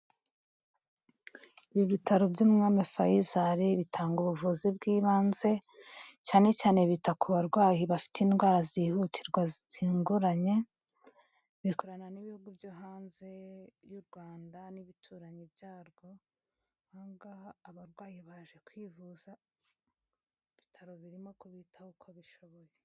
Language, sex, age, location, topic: Kinyarwanda, female, 25-35, Kigali, health